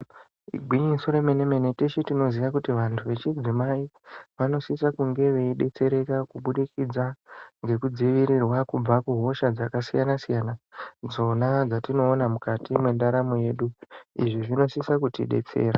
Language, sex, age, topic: Ndau, male, 18-24, health